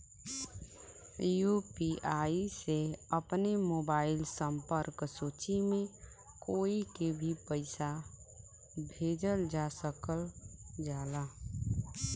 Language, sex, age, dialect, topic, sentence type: Bhojpuri, female, <18, Western, banking, statement